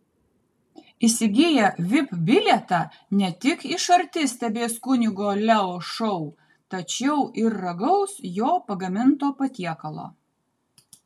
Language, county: Lithuanian, Kaunas